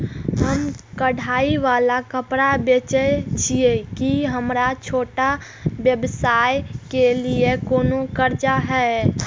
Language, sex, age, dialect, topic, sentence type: Maithili, female, 18-24, Eastern / Thethi, banking, question